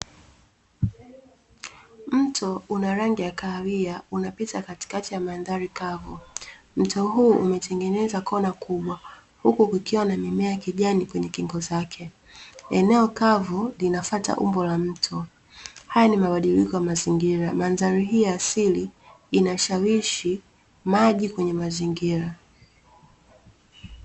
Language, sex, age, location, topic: Swahili, female, 25-35, Dar es Salaam, agriculture